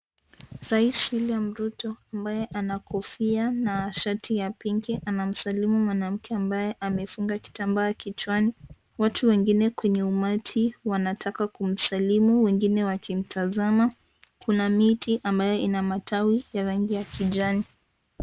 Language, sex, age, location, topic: Swahili, female, 18-24, Kisii, government